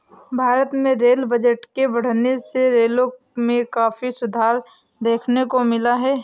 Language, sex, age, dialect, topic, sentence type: Hindi, female, 18-24, Marwari Dhudhari, banking, statement